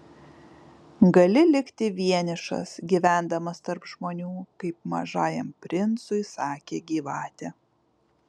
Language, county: Lithuanian, Kaunas